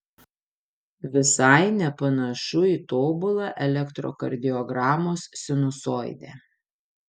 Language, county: Lithuanian, Panevėžys